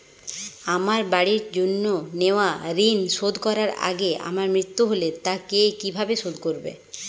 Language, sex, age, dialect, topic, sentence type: Bengali, female, 31-35, Jharkhandi, banking, question